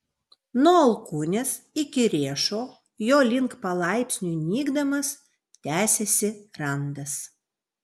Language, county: Lithuanian, Vilnius